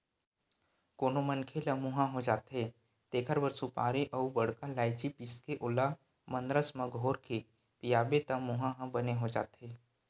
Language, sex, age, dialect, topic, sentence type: Chhattisgarhi, male, 18-24, Western/Budati/Khatahi, agriculture, statement